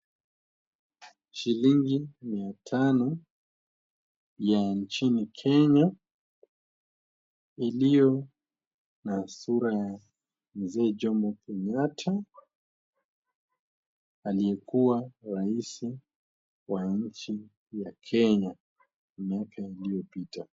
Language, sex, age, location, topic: Swahili, male, 18-24, Kisumu, finance